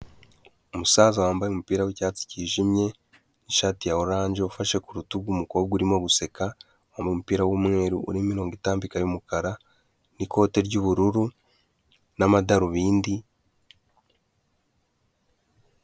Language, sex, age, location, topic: Kinyarwanda, male, 18-24, Kigali, health